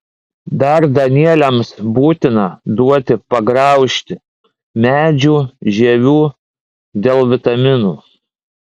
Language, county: Lithuanian, Klaipėda